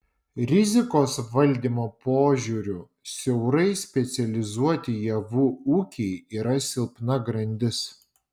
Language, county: Lithuanian, Vilnius